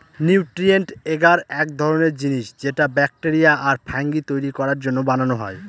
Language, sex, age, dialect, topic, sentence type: Bengali, male, 36-40, Northern/Varendri, agriculture, statement